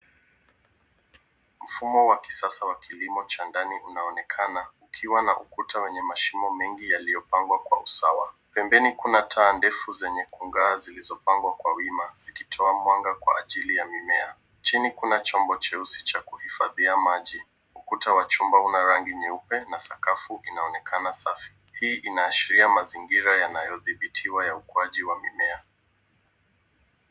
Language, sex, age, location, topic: Swahili, male, 18-24, Nairobi, agriculture